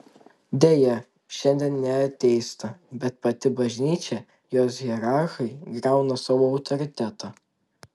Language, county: Lithuanian, Tauragė